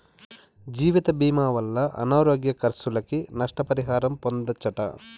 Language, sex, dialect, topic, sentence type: Telugu, male, Southern, banking, statement